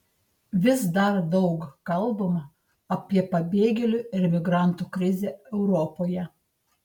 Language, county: Lithuanian, Tauragė